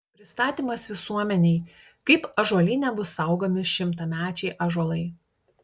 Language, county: Lithuanian, Utena